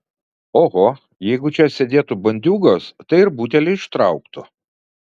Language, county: Lithuanian, Vilnius